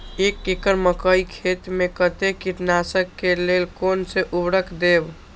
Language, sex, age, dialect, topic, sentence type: Maithili, male, 18-24, Eastern / Thethi, agriculture, question